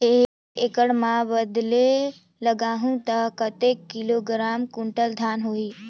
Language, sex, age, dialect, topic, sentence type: Chhattisgarhi, female, 18-24, Northern/Bhandar, agriculture, question